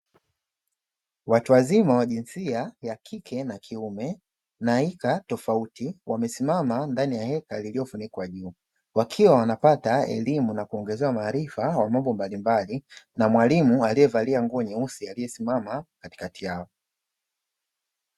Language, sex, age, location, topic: Swahili, male, 25-35, Dar es Salaam, education